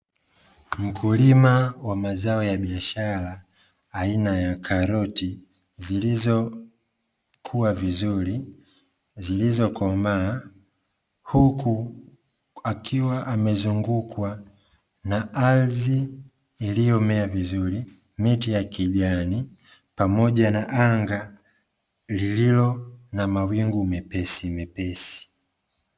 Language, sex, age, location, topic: Swahili, male, 25-35, Dar es Salaam, agriculture